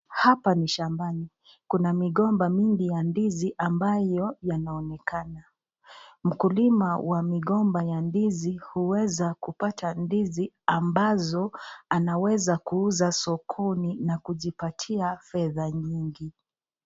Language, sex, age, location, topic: Swahili, female, 25-35, Nakuru, agriculture